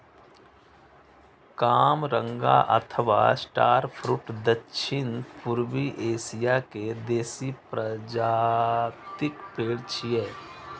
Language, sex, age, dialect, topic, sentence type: Maithili, male, 18-24, Eastern / Thethi, agriculture, statement